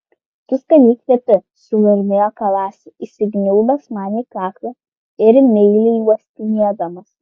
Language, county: Lithuanian, Klaipėda